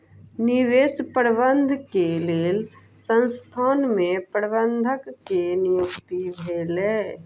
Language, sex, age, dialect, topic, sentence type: Maithili, female, 36-40, Southern/Standard, banking, statement